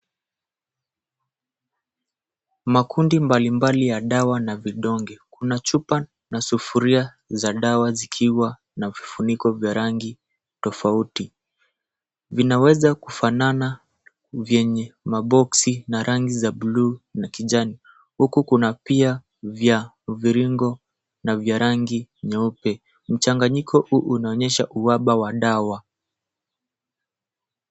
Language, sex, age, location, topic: Swahili, male, 18-24, Mombasa, health